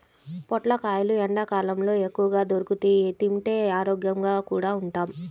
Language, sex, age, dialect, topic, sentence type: Telugu, female, 31-35, Central/Coastal, agriculture, statement